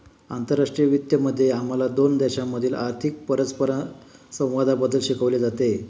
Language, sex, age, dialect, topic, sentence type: Marathi, male, 56-60, Standard Marathi, banking, statement